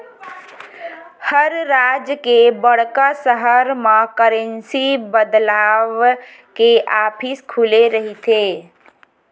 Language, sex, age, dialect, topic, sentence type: Chhattisgarhi, female, 25-30, Western/Budati/Khatahi, banking, statement